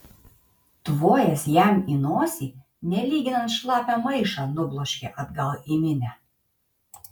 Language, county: Lithuanian, Kaunas